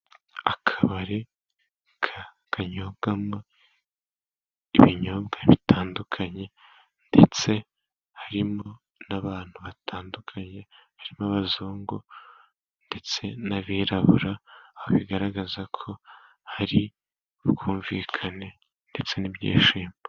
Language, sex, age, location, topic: Kinyarwanda, male, 18-24, Musanze, finance